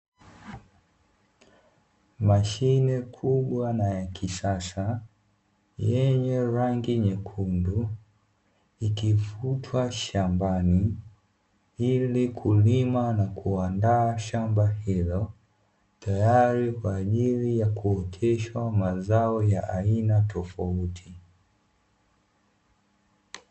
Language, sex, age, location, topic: Swahili, male, 25-35, Dar es Salaam, agriculture